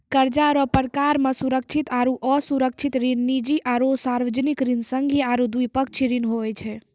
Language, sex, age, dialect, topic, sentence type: Maithili, male, 18-24, Angika, banking, statement